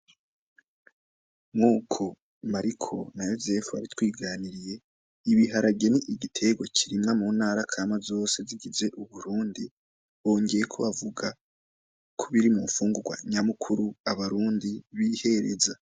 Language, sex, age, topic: Rundi, male, 25-35, agriculture